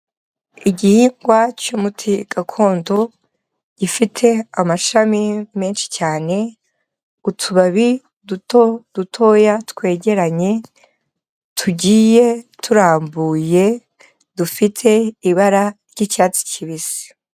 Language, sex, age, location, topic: Kinyarwanda, female, 25-35, Kigali, health